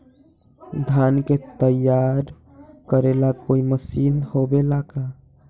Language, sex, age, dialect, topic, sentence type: Magahi, male, 18-24, Western, agriculture, question